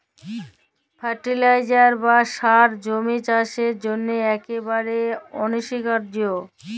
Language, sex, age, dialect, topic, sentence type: Bengali, female, <18, Jharkhandi, agriculture, statement